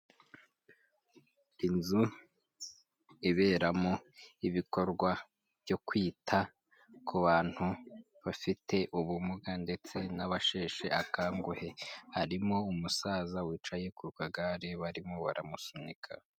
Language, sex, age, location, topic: Kinyarwanda, male, 18-24, Kigali, health